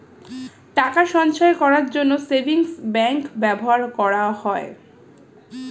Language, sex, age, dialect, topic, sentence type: Bengali, female, 25-30, Standard Colloquial, banking, statement